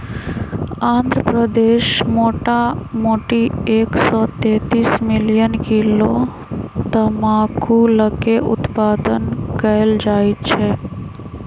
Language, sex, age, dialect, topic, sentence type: Magahi, female, 25-30, Western, agriculture, statement